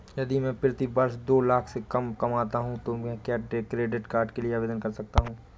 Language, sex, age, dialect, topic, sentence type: Hindi, male, 25-30, Awadhi Bundeli, banking, question